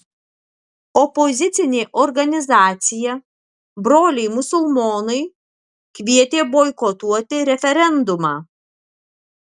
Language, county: Lithuanian, Alytus